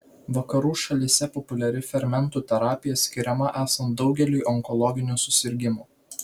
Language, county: Lithuanian, Vilnius